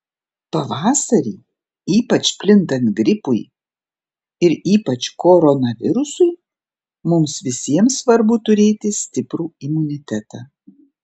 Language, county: Lithuanian, Panevėžys